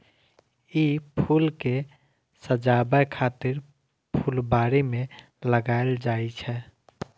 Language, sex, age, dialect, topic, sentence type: Maithili, female, 18-24, Eastern / Thethi, agriculture, statement